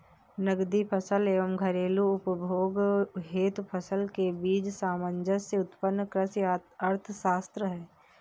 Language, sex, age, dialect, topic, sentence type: Hindi, female, 41-45, Awadhi Bundeli, agriculture, statement